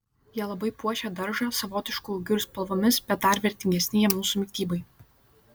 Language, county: Lithuanian, Šiauliai